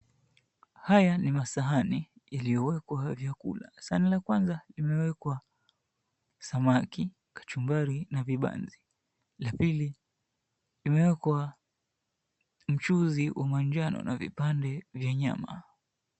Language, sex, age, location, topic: Swahili, male, 25-35, Mombasa, agriculture